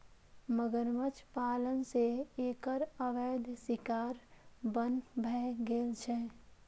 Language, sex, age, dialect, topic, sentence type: Maithili, female, 25-30, Eastern / Thethi, agriculture, statement